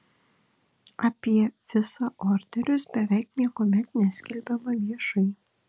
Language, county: Lithuanian, Kaunas